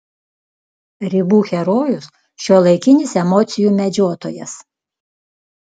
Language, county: Lithuanian, Klaipėda